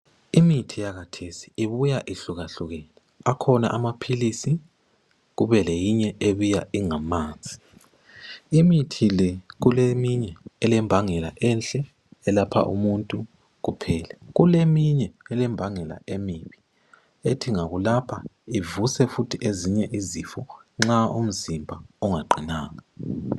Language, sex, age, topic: North Ndebele, male, 25-35, health